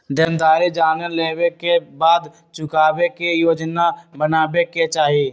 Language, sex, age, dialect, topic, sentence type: Magahi, male, 18-24, Western, banking, statement